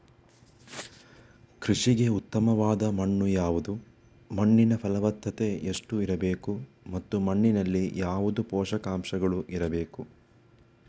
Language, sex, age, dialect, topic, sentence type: Kannada, male, 18-24, Coastal/Dakshin, agriculture, question